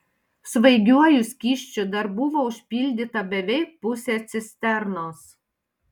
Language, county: Lithuanian, Panevėžys